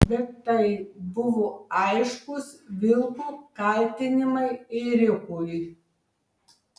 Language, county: Lithuanian, Tauragė